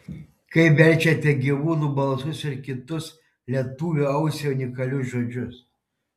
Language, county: Lithuanian, Panevėžys